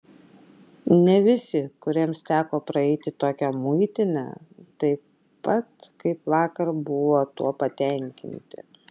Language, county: Lithuanian, Klaipėda